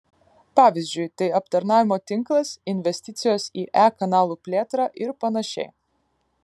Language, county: Lithuanian, Kaunas